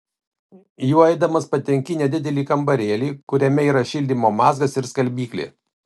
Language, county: Lithuanian, Kaunas